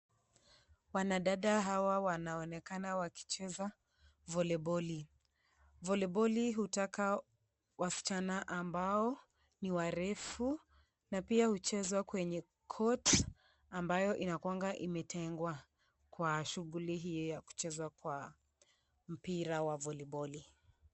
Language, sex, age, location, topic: Swahili, female, 25-35, Nakuru, government